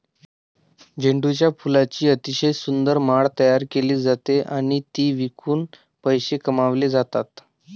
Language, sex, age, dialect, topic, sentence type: Marathi, male, 18-24, Varhadi, agriculture, statement